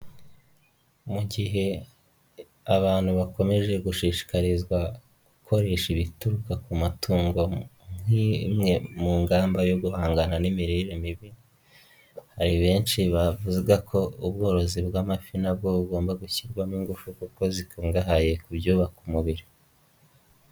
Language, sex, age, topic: Kinyarwanda, male, 18-24, agriculture